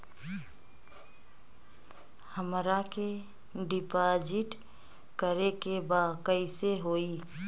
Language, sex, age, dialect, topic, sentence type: Bhojpuri, female, 25-30, Western, banking, question